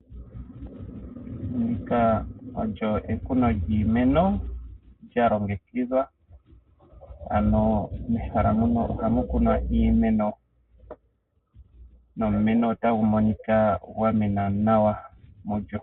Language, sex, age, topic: Oshiwambo, male, 25-35, agriculture